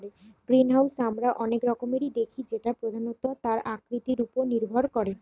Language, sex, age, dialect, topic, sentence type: Bengali, female, 25-30, Western, agriculture, statement